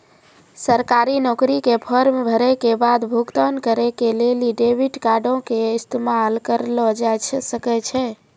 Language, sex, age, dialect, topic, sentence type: Maithili, female, 25-30, Angika, banking, statement